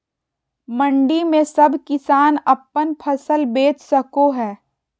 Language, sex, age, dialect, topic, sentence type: Magahi, female, 41-45, Southern, agriculture, question